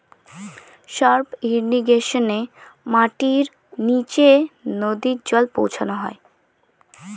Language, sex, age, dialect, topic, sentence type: Bengali, male, 31-35, Northern/Varendri, agriculture, statement